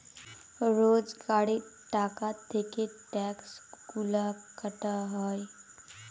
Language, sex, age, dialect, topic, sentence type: Bengali, female, 18-24, Northern/Varendri, banking, statement